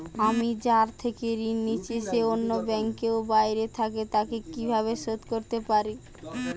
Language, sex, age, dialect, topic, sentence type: Bengali, female, 18-24, Western, banking, question